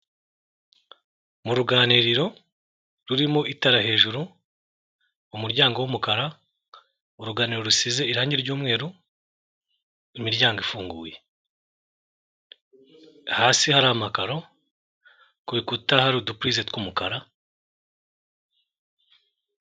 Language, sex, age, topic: Kinyarwanda, male, 25-35, finance